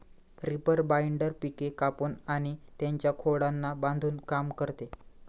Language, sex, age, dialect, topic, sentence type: Marathi, male, 18-24, Standard Marathi, agriculture, statement